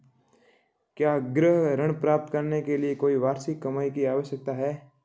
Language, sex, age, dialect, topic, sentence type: Hindi, male, 36-40, Marwari Dhudhari, banking, question